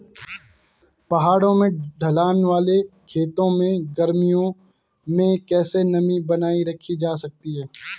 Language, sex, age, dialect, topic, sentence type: Hindi, male, 18-24, Garhwali, agriculture, question